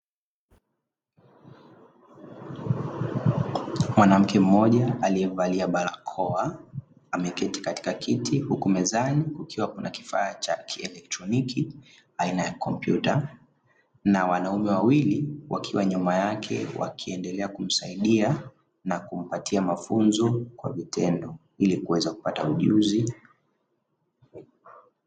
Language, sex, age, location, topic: Swahili, male, 25-35, Dar es Salaam, education